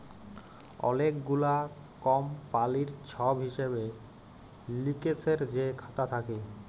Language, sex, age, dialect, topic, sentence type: Bengali, male, 18-24, Jharkhandi, banking, statement